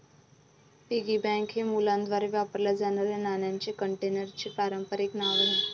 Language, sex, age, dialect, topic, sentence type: Marathi, female, 25-30, Varhadi, banking, statement